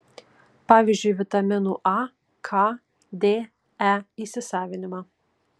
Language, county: Lithuanian, Kaunas